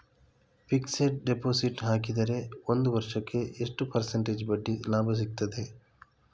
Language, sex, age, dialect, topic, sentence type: Kannada, male, 25-30, Coastal/Dakshin, banking, question